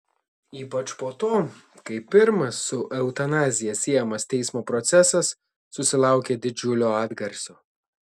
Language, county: Lithuanian, Šiauliai